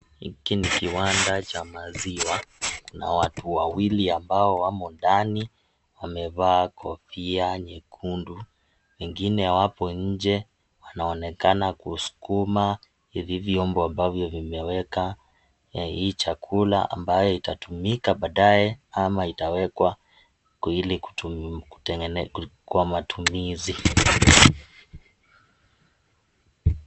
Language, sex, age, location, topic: Swahili, male, 18-24, Kisii, agriculture